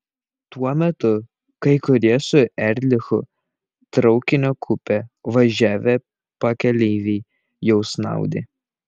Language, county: Lithuanian, Šiauliai